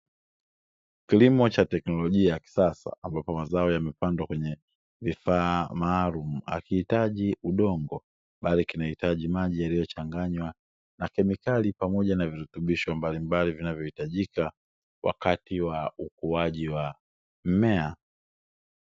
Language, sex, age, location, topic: Swahili, male, 25-35, Dar es Salaam, agriculture